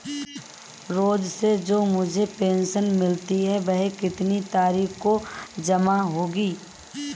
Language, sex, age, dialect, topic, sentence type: Hindi, female, 31-35, Marwari Dhudhari, banking, question